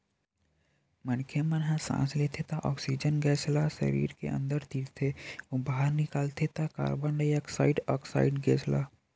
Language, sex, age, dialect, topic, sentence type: Chhattisgarhi, male, 18-24, Western/Budati/Khatahi, agriculture, statement